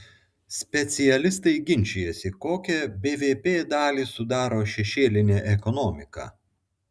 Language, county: Lithuanian, Klaipėda